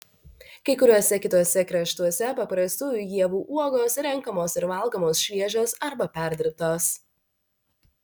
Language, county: Lithuanian, Vilnius